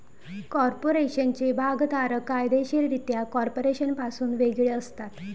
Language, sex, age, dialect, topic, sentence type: Marathi, female, 25-30, Varhadi, banking, statement